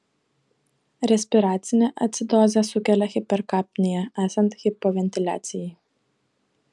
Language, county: Lithuanian, Klaipėda